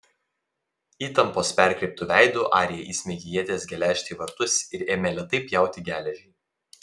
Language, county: Lithuanian, Vilnius